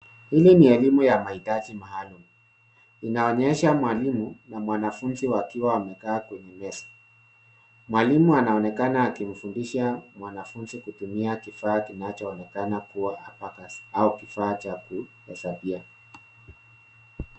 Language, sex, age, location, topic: Swahili, male, 50+, Nairobi, education